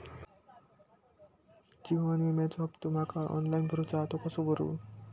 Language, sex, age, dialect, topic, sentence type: Marathi, male, 60-100, Southern Konkan, banking, question